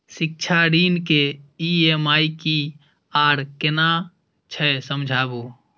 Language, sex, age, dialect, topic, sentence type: Maithili, female, 18-24, Bajjika, banking, question